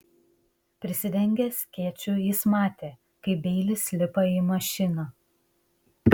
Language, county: Lithuanian, Šiauliai